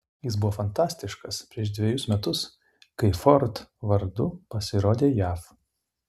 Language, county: Lithuanian, Utena